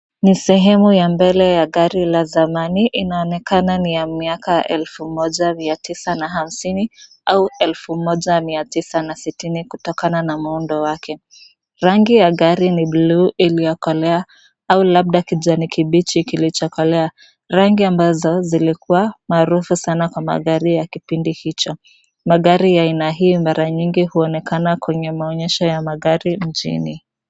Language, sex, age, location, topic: Swahili, female, 25-35, Nairobi, finance